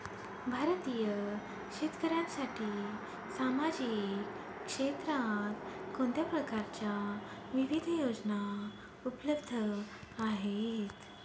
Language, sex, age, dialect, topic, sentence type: Marathi, female, 31-35, Northern Konkan, banking, question